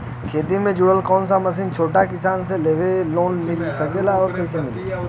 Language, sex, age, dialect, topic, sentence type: Bhojpuri, male, 18-24, Western, agriculture, question